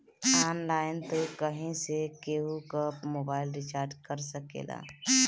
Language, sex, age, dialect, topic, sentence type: Bhojpuri, female, 25-30, Northern, banking, statement